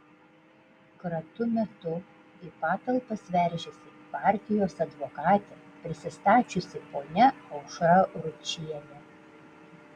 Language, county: Lithuanian, Vilnius